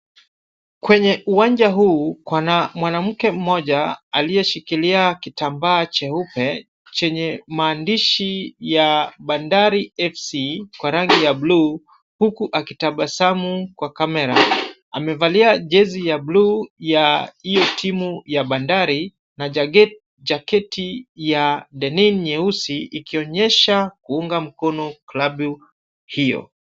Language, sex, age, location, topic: Swahili, male, 25-35, Kisumu, government